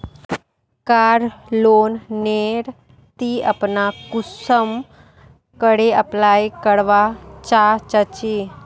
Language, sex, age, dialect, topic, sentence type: Magahi, female, 41-45, Northeastern/Surjapuri, banking, question